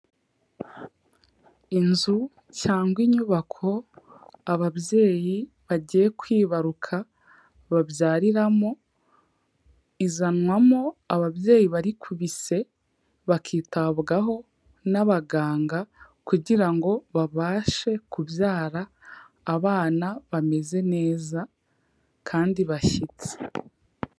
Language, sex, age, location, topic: Kinyarwanda, female, 18-24, Kigali, health